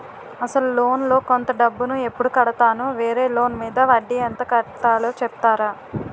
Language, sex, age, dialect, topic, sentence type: Telugu, female, 18-24, Utterandhra, banking, question